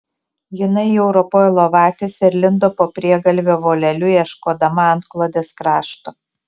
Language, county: Lithuanian, Telšiai